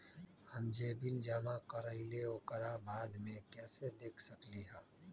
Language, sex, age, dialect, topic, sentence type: Magahi, male, 25-30, Western, banking, question